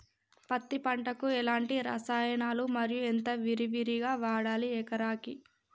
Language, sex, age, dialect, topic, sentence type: Telugu, female, 25-30, Telangana, agriculture, question